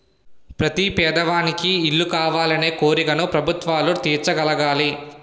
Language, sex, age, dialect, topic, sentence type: Telugu, male, 18-24, Utterandhra, banking, statement